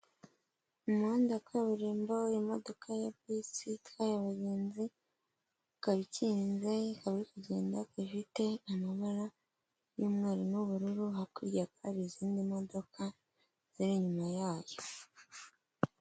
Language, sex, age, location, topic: Kinyarwanda, male, 36-49, Kigali, government